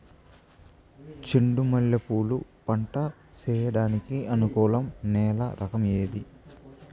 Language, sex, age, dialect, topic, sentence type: Telugu, male, 18-24, Southern, agriculture, question